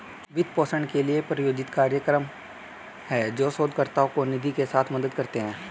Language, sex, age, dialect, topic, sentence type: Hindi, male, 18-24, Hindustani Malvi Khadi Boli, banking, statement